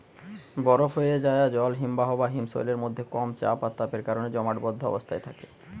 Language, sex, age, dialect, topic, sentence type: Bengali, male, 25-30, Western, agriculture, statement